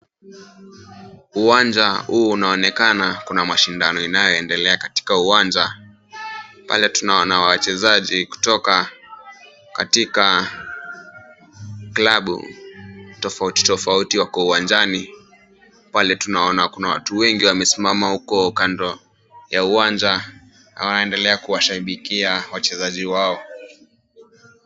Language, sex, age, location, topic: Swahili, male, 18-24, Kisumu, government